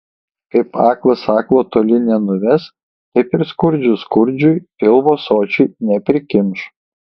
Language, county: Lithuanian, Kaunas